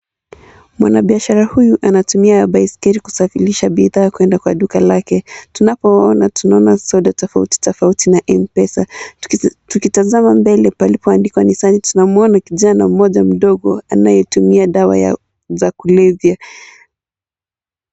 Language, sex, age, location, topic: Swahili, female, 18-24, Kisii, finance